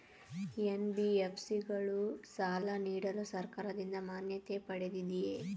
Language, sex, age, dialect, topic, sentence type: Kannada, male, 36-40, Mysore Kannada, banking, question